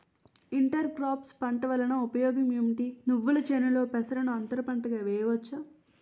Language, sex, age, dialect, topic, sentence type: Telugu, female, 18-24, Utterandhra, agriculture, question